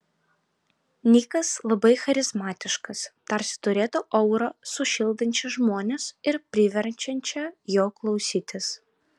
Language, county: Lithuanian, Vilnius